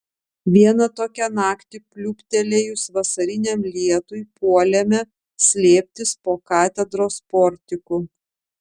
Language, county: Lithuanian, Vilnius